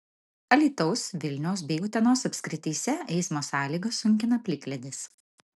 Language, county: Lithuanian, Marijampolė